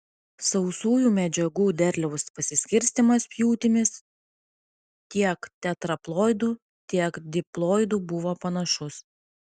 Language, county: Lithuanian, Kaunas